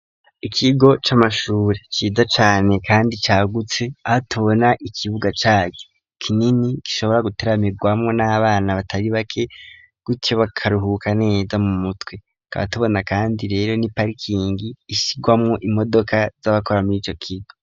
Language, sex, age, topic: Rundi, female, 18-24, education